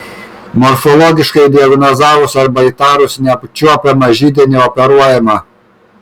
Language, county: Lithuanian, Kaunas